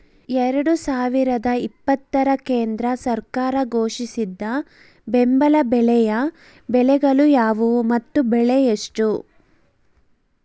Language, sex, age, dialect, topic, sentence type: Kannada, female, 25-30, Central, agriculture, question